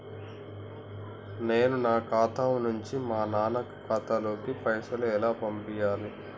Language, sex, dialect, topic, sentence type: Telugu, male, Telangana, banking, question